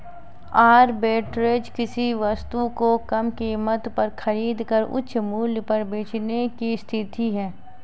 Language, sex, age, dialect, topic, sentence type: Hindi, female, 18-24, Marwari Dhudhari, banking, statement